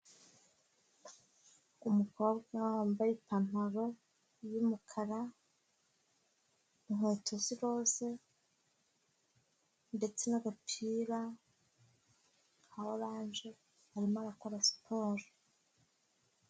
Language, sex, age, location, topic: Kinyarwanda, female, 18-24, Huye, health